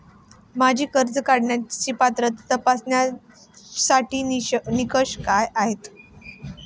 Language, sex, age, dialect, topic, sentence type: Marathi, female, 18-24, Standard Marathi, banking, question